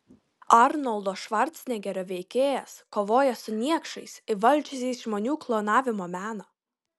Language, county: Lithuanian, Kaunas